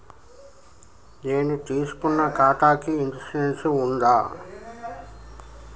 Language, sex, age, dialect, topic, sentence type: Telugu, male, 51-55, Telangana, banking, question